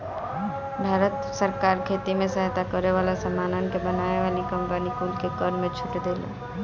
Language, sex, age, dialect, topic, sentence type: Bhojpuri, male, 18-24, Northern, agriculture, statement